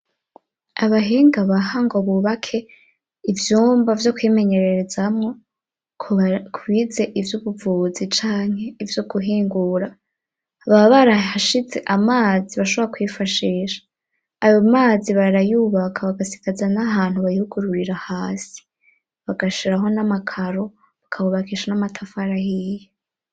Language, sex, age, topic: Rundi, male, 18-24, education